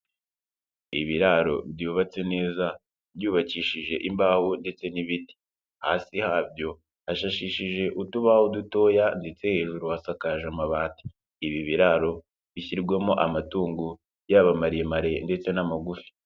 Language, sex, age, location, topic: Kinyarwanda, male, 25-35, Nyagatare, agriculture